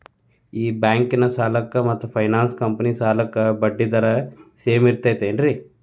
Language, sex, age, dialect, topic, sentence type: Kannada, male, 31-35, Dharwad Kannada, banking, question